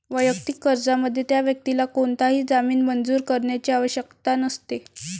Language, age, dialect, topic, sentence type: Marathi, 25-30, Varhadi, banking, statement